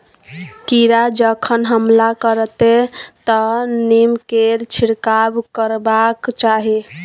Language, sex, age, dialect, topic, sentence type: Maithili, female, 18-24, Bajjika, agriculture, statement